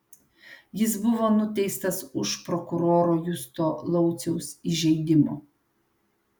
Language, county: Lithuanian, Panevėžys